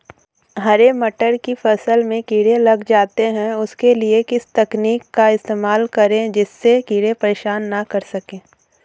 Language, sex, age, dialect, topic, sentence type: Hindi, female, 18-24, Awadhi Bundeli, agriculture, question